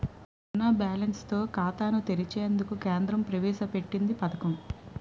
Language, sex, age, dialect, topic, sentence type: Telugu, female, 36-40, Utterandhra, banking, statement